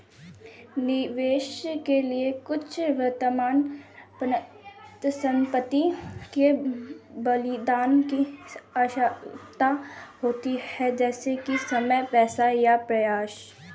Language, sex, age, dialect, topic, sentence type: Hindi, female, 18-24, Kanauji Braj Bhasha, banking, statement